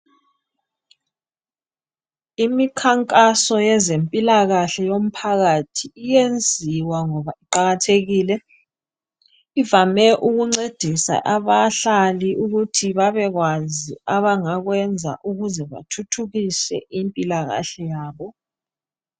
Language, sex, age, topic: North Ndebele, female, 25-35, health